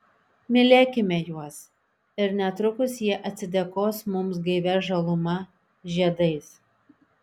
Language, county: Lithuanian, Šiauliai